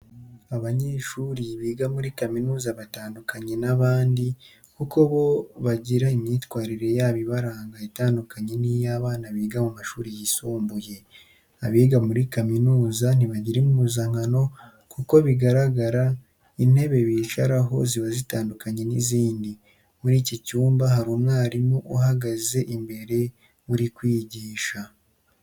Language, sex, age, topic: Kinyarwanda, female, 25-35, education